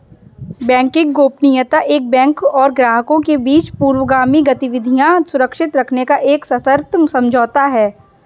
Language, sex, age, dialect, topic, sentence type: Hindi, female, 18-24, Kanauji Braj Bhasha, banking, statement